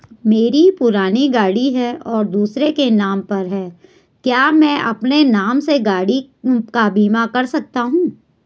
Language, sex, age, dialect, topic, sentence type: Hindi, female, 41-45, Garhwali, banking, question